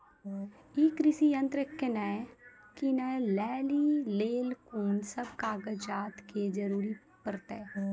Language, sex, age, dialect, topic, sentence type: Maithili, female, 25-30, Angika, agriculture, question